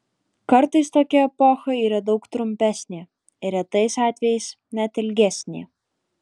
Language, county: Lithuanian, Alytus